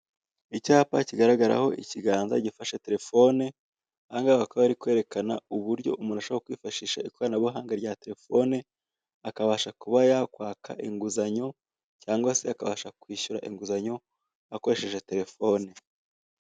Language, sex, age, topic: Kinyarwanda, male, 25-35, finance